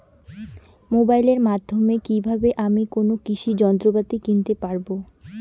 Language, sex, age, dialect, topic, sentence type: Bengali, female, 18-24, Rajbangshi, agriculture, question